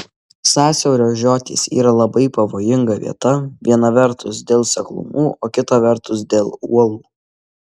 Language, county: Lithuanian, Kaunas